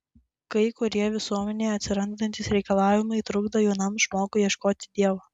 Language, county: Lithuanian, Klaipėda